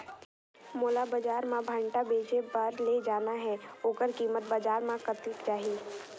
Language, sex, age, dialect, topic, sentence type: Chhattisgarhi, female, 18-24, Northern/Bhandar, agriculture, question